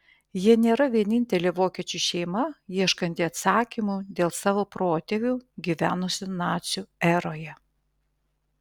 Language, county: Lithuanian, Vilnius